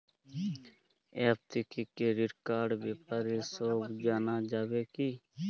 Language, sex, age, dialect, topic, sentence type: Bengali, male, 18-24, Jharkhandi, banking, question